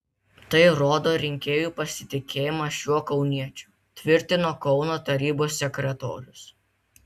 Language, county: Lithuanian, Vilnius